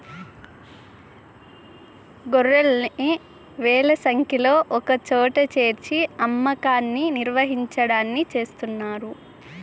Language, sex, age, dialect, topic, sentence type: Telugu, female, 18-24, Southern, agriculture, statement